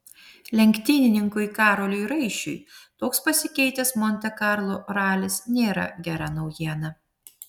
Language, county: Lithuanian, Vilnius